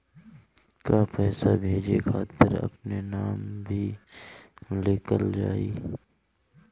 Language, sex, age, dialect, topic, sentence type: Bhojpuri, male, 18-24, Northern, banking, question